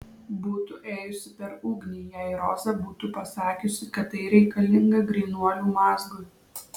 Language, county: Lithuanian, Vilnius